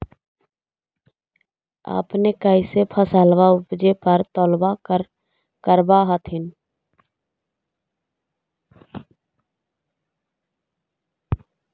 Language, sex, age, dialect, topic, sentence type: Magahi, female, 56-60, Central/Standard, agriculture, question